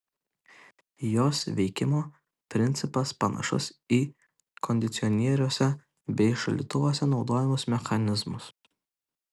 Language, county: Lithuanian, Kaunas